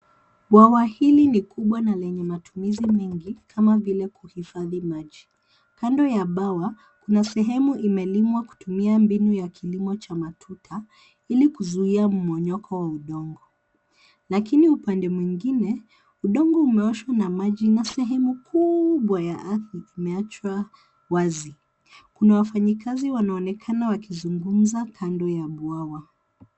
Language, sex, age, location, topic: Swahili, female, 36-49, Nairobi, government